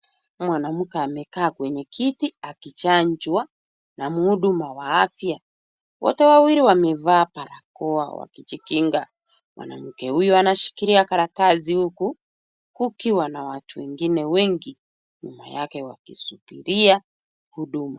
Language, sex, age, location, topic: Swahili, female, 36-49, Kisumu, health